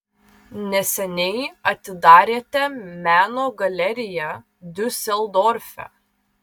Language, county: Lithuanian, Vilnius